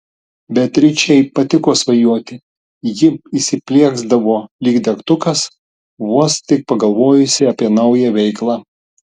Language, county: Lithuanian, Tauragė